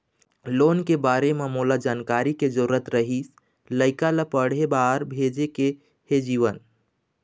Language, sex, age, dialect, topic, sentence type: Chhattisgarhi, male, 25-30, Eastern, banking, question